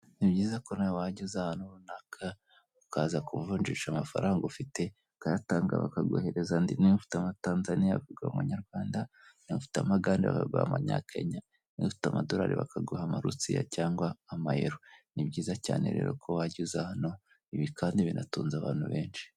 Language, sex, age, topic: Kinyarwanda, female, 18-24, finance